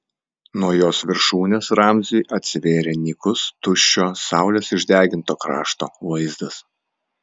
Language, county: Lithuanian, Vilnius